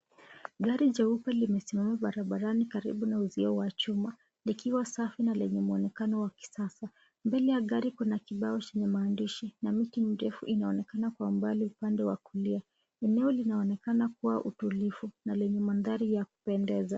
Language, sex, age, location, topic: Swahili, female, 25-35, Nairobi, finance